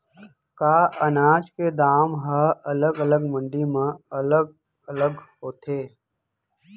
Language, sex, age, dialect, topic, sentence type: Chhattisgarhi, male, 31-35, Central, agriculture, question